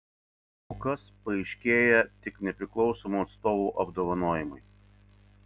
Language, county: Lithuanian, Vilnius